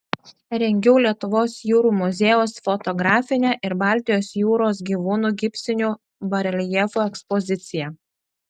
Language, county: Lithuanian, Klaipėda